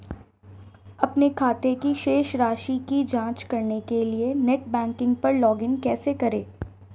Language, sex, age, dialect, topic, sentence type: Hindi, female, 18-24, Marwari Dhudhari, banking, question